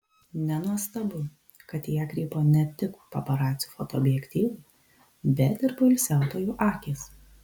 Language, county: Lithuanian, Kaunas